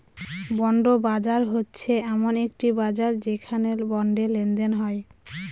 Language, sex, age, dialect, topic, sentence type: Bengali, female, 25-30, Northern/Varendri, banking, statement